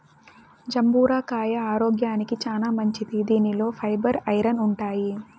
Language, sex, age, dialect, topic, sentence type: Telugu, female, 18-24, Southern, agriculture, statement